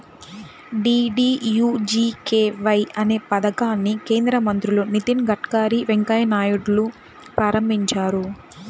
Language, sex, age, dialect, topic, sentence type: Telugu, female, 18-24, Central/Coastal, banking, statement